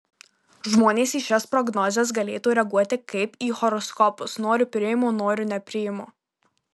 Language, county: Lithuanian, Marijampolė